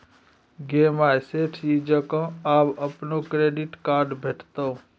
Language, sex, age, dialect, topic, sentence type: Maithili, male, 31-35, Bajjika, banking, statement